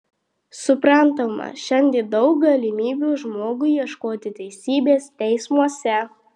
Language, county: Lithuanian, Marijampolė